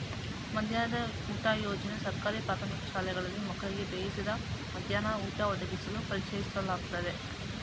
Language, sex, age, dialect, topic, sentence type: Kannada, female, 18-24, Mysore Kannada, agriculture, statement